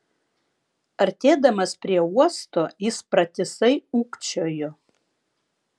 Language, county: Lithuanian, Vilnius